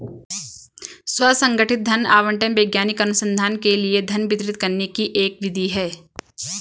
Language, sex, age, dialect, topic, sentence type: Hindi, female, 25-30, Garhwali, banking, statement